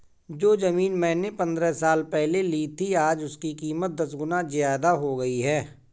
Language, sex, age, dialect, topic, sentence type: Hindi, male, 41-45, Awadhi Bundeli, banking, statement